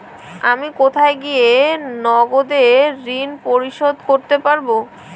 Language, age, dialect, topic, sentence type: Bengali, 18-24, Rajbangshi, banking, question